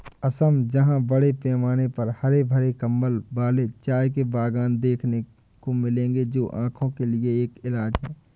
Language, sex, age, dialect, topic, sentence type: Hindi, male, 25-30, Awadhi Bundeli, agriculture, statement